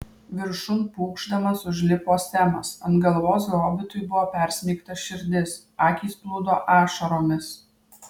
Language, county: Lithuanian, Vilnius